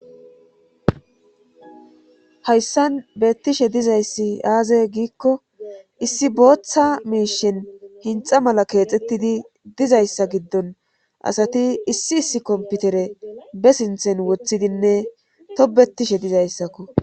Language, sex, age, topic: Gamo, female, 25-35, government